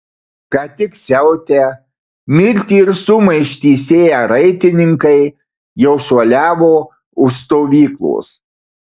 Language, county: Lithuanian, Marijampolė